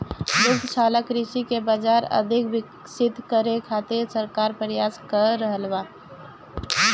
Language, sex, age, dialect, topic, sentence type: Bhojpuri, female, 18-24, Northern, agriculture, statement